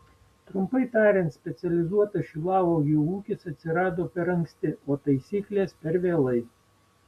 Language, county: Lithuanian, Vilnius